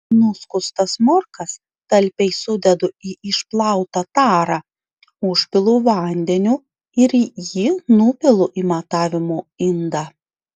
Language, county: Lithuanian, Vilnius